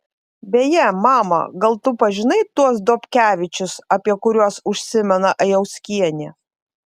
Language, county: Lithuanian, Vilnius